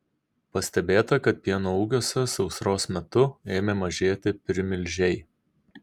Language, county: Lithuanian, Kaunas